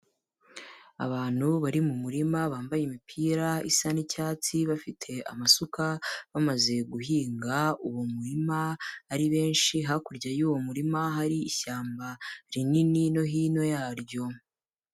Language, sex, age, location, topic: Kinyarwanda, female, 18-24, Kigali, agriculture